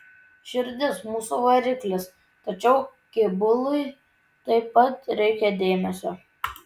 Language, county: Lithuanian, Tauragė